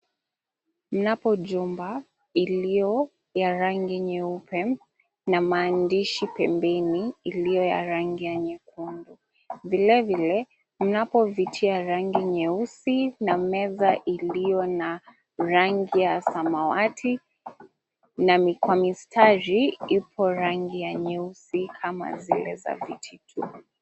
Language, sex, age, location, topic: Swahili, female, 25-35, Mombasa, government